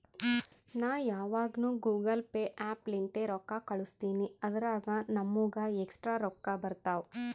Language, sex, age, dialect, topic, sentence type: Kannada, female, 31-35, Northeastern, banking, statement